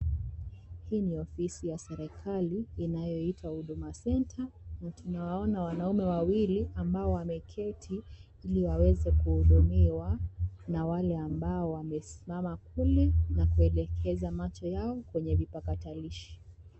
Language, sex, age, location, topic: Swahili, female, 18-24, Kisii, government